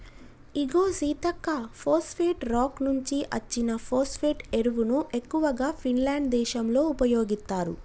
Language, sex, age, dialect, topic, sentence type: Telugu, female, 25-30, Telangana, agriculture, statement